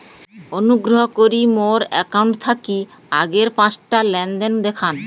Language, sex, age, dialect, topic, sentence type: Bengali, female, 18-24, Rajbangshi, banking, statement